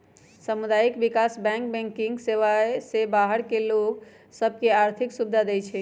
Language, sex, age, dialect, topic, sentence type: Magahi, male, 18-24, Western, banking, statement